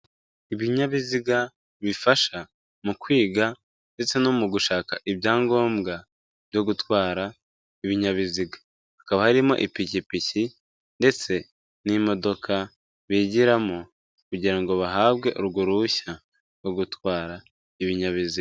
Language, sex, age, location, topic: Kinyarwanda, female, 25-35, Kigali, government